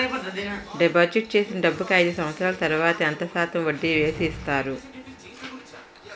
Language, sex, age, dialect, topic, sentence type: Telugu, female, 18-24, Utterandhra, banking, question